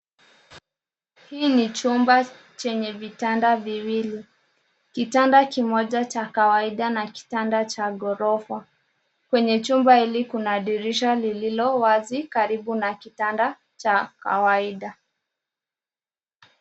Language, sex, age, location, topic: Swahili, female, 25-35, Nairobi, education